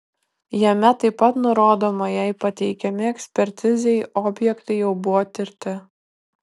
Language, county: Lithuanian, Kaunas